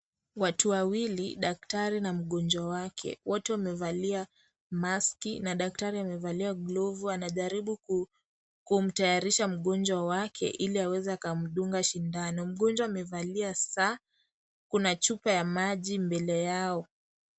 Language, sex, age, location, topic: Swahili, female, 18-24, Kisii, health